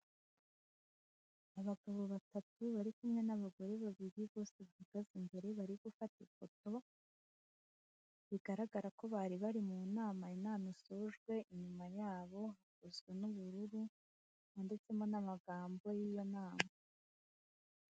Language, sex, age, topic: Kinyarwanda, female, 18-24, government